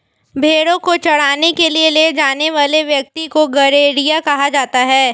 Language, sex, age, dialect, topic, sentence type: Hindi, female, 18-24, Marwari Dhudhari, agriculture, statement